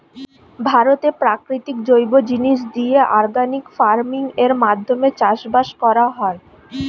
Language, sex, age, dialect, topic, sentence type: Bengali, female, 25-30, Standard Colloquial, agriculture, statement